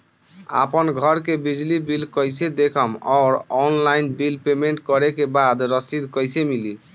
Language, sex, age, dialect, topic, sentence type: Bhojpuri, male, 18-24, Southern / Standard, banking, question